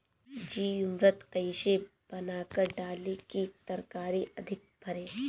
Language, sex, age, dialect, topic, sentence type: Bhojpuri, female, 18-24, Northern, agriculture, question